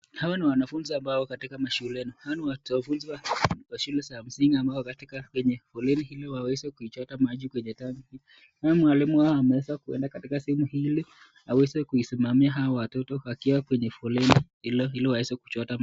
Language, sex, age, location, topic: Swahili, male, 18-24, Nakuru, health